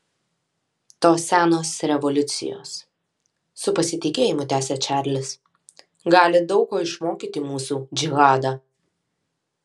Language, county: Lithuanian, Alytus